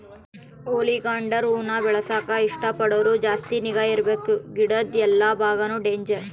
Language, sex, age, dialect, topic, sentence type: Kannada, female, 25-30, Central, agriculture, statement